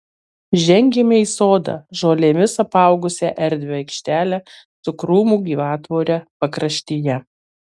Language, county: Lithuanian, Marijampolė